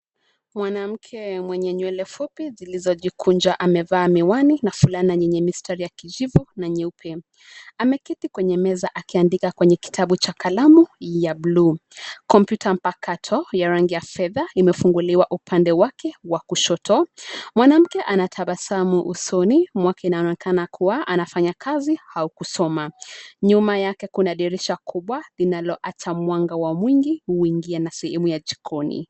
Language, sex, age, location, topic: Swahili, female, 25-35, Nairobi, education